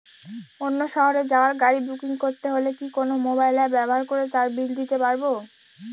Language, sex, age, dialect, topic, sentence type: Bengali, female, 46-50, Northern/Varendri, banking, question